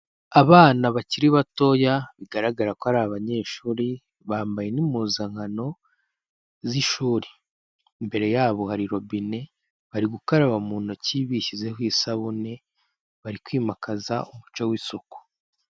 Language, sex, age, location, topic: Kinyarwanda, male, 18-24, Kigali, health